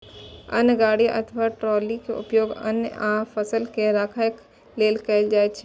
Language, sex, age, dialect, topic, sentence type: Maithili, female, 18-24, Eastern / Thethi, agriculture, statement